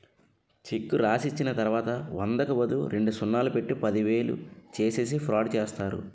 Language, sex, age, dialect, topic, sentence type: Telugu, male, 25-30, Utterandhra, banking, statement